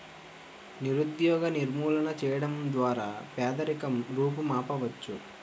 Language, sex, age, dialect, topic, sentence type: Telugu, male, 18-24, Utterandhra, banking, statement